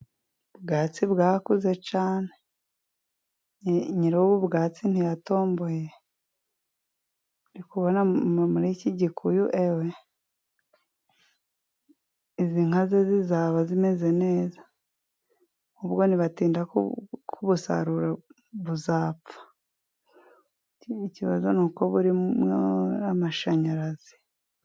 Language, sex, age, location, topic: Kinyarwanda, female, 25-35, Musanze, government